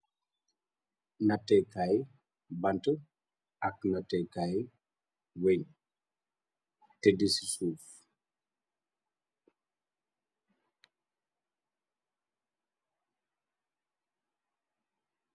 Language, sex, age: Wolof, male, 25-35